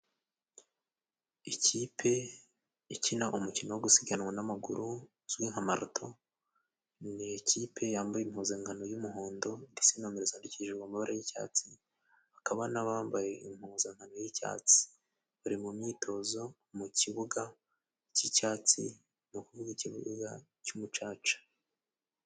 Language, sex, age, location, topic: Kinyarwanda, male, 18-24, Musanze, government